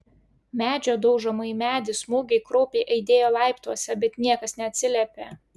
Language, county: Lithuanian, Klaipėda